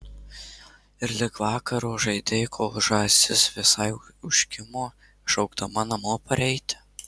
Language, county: Lithuanian, Marijampolė